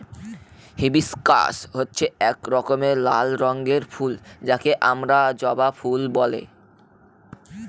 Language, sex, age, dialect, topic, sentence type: Bengali, male, <18, Northern/Varendri, agriculture, statement